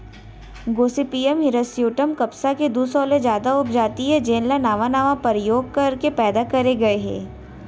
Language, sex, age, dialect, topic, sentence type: Chhattisgarhi, female, 18-24, Central, agriculture, statement